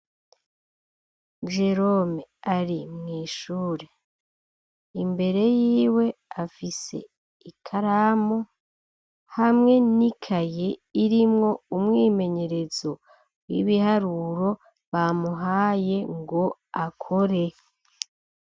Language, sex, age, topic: Rundi, female, 36-49, education